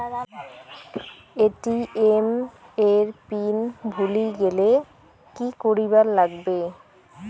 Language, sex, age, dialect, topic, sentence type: Bengali, female, 18-24, Rajbangshi, banking, question